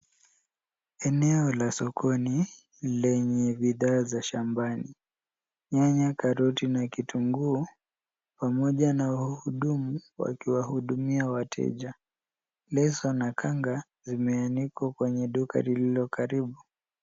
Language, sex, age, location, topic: Swahili, male, 18-24, Nairobi, finance